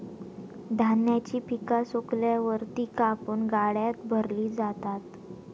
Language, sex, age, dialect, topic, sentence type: Marathi, female, 18-24, Southern Konkan, agriculture, statement